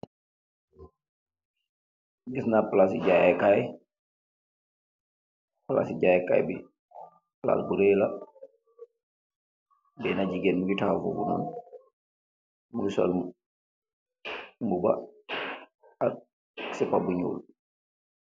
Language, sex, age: Wolof, male, 36-49